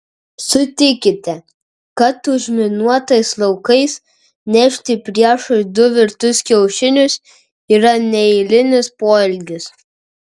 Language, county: Lithuanian, Kaunas